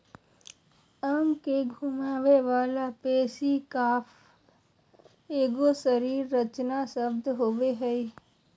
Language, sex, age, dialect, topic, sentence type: Magahi, female, 31-35, Southern, agriculture, statement